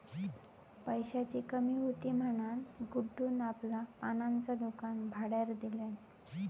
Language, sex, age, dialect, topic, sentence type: Marathi, female, 25-30, Southern Konkan, banking, statement